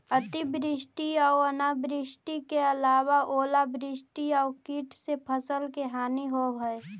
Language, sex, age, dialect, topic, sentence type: Magahi, female, 18-24, Central/Standard, banking, statement